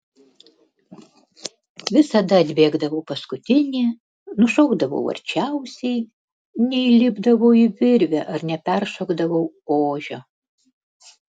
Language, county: Lithuanian, Panevėžys